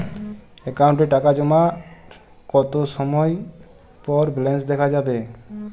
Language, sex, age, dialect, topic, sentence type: Bengali, male, 25-30, Jharkhandi, banking, question